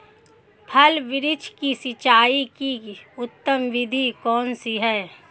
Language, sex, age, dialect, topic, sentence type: Hindi, female, 31-35, Hindustani Malvi Khadi Boli, agriculture, question